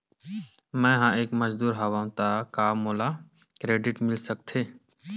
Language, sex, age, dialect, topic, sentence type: Chhattisgarhi, male, 18-24, Western/Budati/Khatahi, banking, question